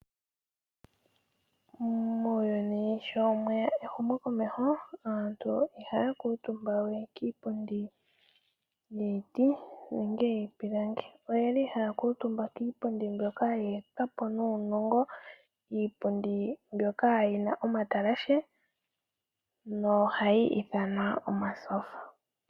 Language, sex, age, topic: Oshiwambo, female, 18-24, finance